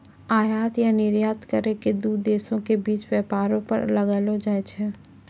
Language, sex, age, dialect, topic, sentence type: Maithili, female, 60-100, Angika, banking, statement